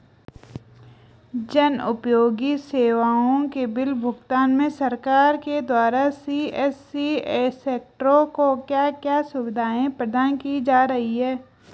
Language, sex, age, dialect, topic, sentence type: Hindi, female, 25-30, Garhwali, banking, question